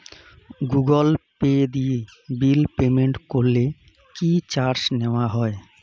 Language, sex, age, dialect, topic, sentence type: Bengali, male, 25-30, Rajbangshi, banking, question